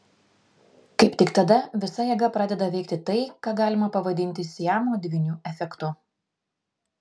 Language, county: Lithuanian, Vilnius